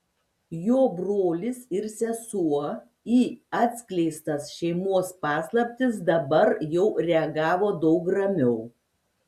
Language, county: Lithuanian, Šiauliai